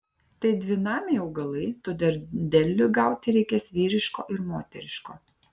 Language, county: Lithuanian, Klaipėda